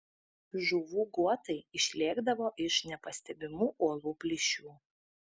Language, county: Lithuanian, Šiauliai